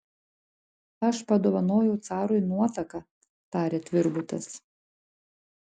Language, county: Lithuanian, Klaipėda